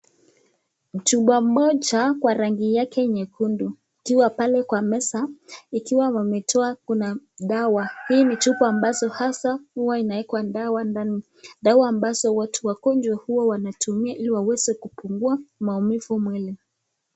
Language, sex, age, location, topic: Swahili, female, 18-24, Nakuru, health